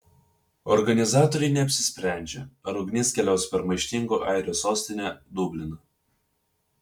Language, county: Lithuanian, Vilnius